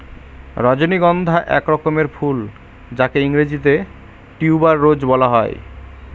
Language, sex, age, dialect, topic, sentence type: Bengali, male, 18-24, Northern/Varendri, agriculture, statement